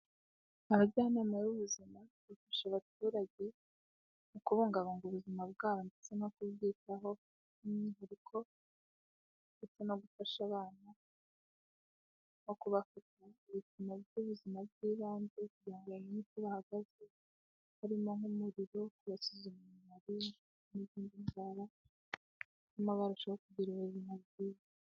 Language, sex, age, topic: Kinyarwanda, female, 18-24, health